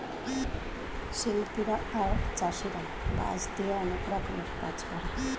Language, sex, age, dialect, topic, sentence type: Bengali, female, 41-45, Standard Colloquial, agriculture, statement